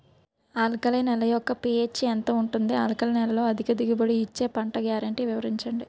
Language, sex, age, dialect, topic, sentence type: Telugu, female, 18-24, Utterandhra, agriculture, question